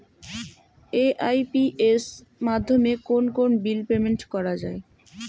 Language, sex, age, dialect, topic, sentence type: Bengali, female, 18-24, Rajbangshi, banking, question